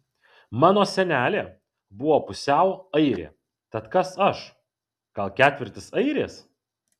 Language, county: Lithuanian, Kaunas